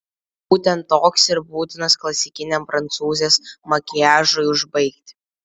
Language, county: Lithuanian, Vilnius